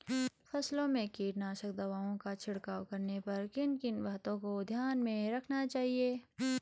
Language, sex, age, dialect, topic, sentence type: Hindi, male, 31-35, Garhwali, agriculture, question